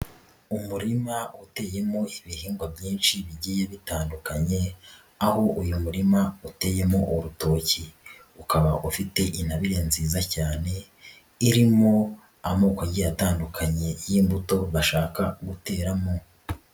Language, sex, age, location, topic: Kinyarwanda, female, 36-49, Nyagatare, agriculture